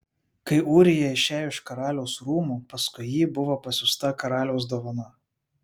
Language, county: Lithuanian, Vilnius